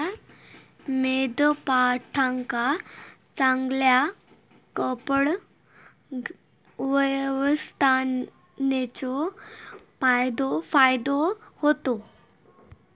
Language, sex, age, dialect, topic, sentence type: Marathi, female, 18-24, Southern Konkan, agriculture, statement